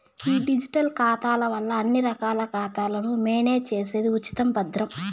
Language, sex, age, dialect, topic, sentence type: Telugu, female, 31-35, Southern, banking, statement